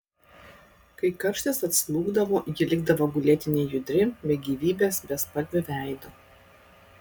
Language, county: Lithuanian, Klaipėda